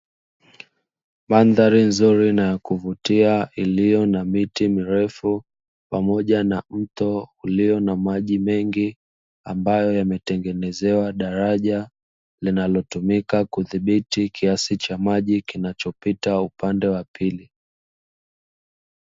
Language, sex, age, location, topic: Swahili, male, 25-35, Dar es Salaam, agriculture